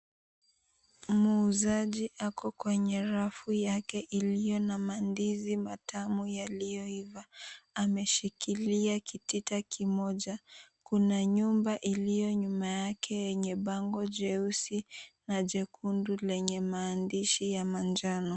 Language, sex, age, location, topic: Swahili, female, 18-24, Mombasa, agriculture